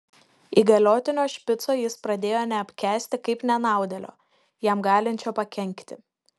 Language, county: Lithuanian, Šiauliai